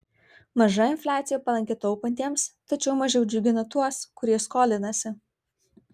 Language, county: Lithuanian, Vilnius